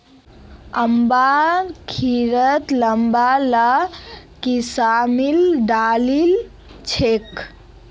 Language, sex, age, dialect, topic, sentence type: Magahi, female, 36-40, Northeastern/Surjapuri, agriculture, statement